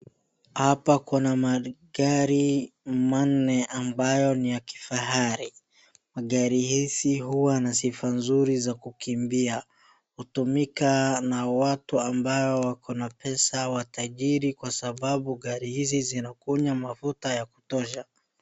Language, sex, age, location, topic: Swahili, male, 18-24, Wajir, finance